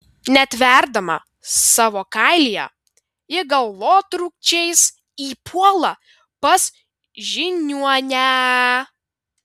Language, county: Lithuanian, Vilnius